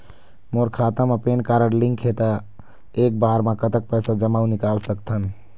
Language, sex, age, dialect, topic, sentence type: Chhattisgarhi, male, 25-30, Eastern, banking, question